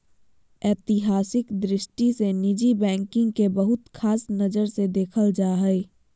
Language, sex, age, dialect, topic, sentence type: Magahi, female, 25-30, Southern, banking, statement